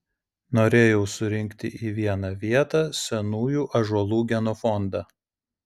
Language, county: Lithuanian, Vilnius